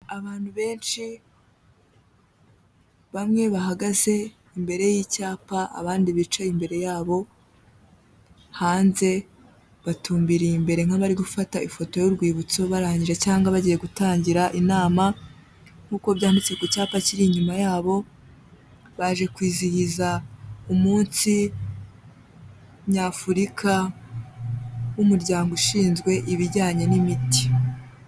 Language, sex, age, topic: Kinyarwanda, male, 18-24, health